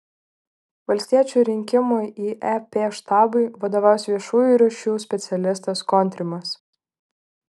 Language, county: Lithuanian, Klaipėda